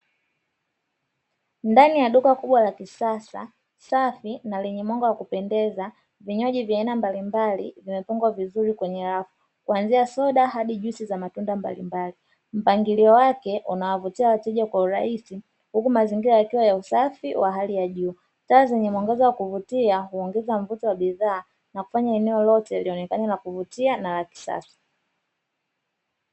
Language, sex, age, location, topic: Swahili, female, 18-24, Dar es Salaam, finance